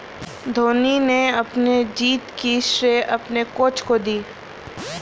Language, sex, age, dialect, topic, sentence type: Hindi, female, 31-35, Kanauji Braj Bhasha, banking, statement